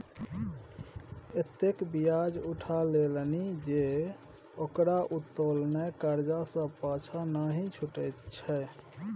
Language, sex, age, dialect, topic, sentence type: Maithili, male, 31-35, Bajjika, banking, statement